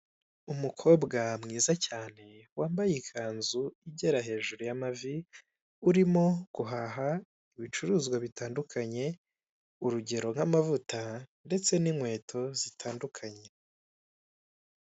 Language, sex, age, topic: Kinyarwanda, male, 25-35, finance